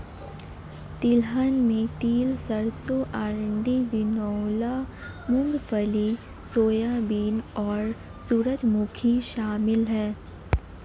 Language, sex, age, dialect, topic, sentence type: Hindi, male, 18-24, Marwari Dhudhari, agriculture, statement